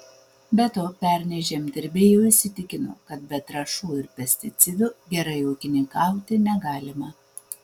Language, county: Lithuanian, Vilnius